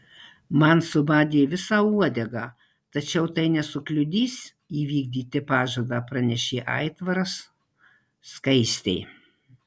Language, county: Lithuanian, Marijampolė